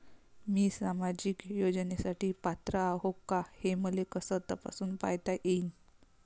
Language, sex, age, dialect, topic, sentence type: Marathi, female, 25-30, Varhadi, banking, question